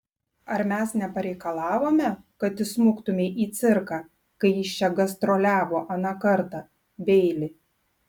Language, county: Lithuanian, Klaipėda